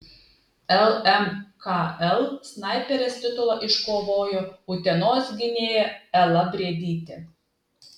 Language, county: Lithuanian, Klaipėda